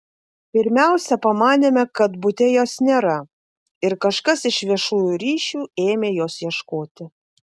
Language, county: Lithuanian, Vilnius